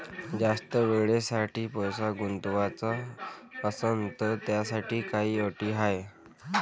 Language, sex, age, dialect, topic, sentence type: Marathi, female, 46-50, Varhadi, banking, question